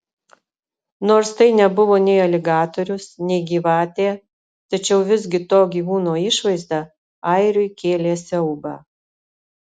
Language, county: Lithuanian, Alytus